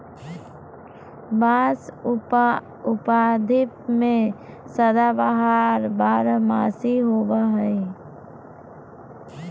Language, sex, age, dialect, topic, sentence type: Magahi, female, 31-35, Southern, agriculture, statement